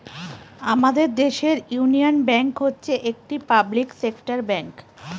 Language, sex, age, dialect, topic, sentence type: Bengali, female, 36-40, Northern/Varendri, banking, statement